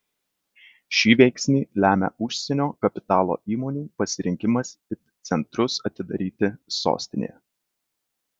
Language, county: Lithuanian, Kaunas